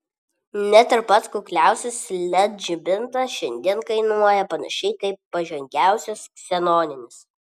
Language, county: Lithuanian, Vilnius